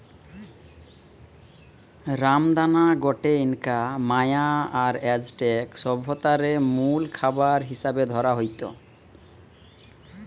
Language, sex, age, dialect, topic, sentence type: Bengali, male, 31-35, Western, agriculture, statement